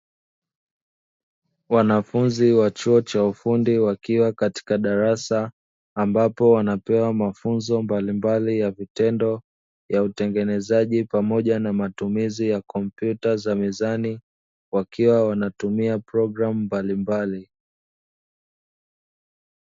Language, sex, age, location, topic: Swahili, male, 25-35, Dar es Salaam, education